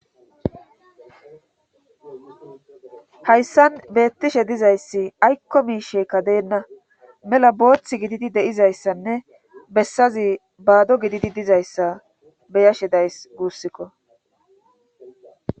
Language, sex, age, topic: Gamo, female, 25-35, government